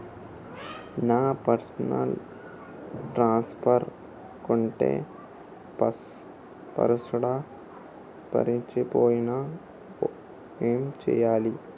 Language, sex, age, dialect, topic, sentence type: Telugu, male, 18-24, Telangana, banking, question